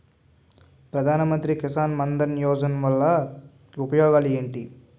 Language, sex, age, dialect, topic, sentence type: Telugu, male, 18-24, Utterandhra, banking, question